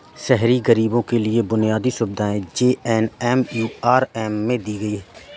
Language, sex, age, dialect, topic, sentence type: Hindi, male, 18-24, Awadhi Bundeli, banking, statement